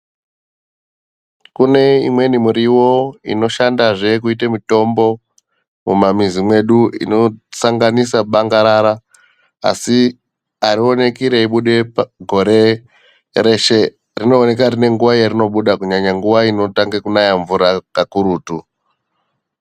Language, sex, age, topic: Ndau, female, 18-24, health